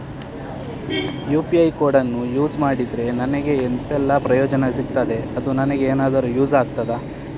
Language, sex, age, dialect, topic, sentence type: Kannada, male, 18-24, Coastal/Dakshin, banking, question